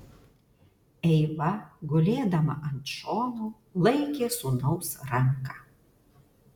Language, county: Lithuanian, Alytus